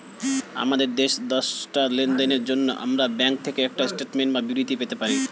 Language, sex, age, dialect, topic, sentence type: Bengali, male, 18-24, Standard Colloquial, banking, statement